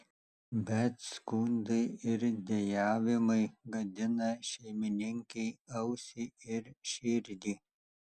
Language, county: Lithuanian, Alytus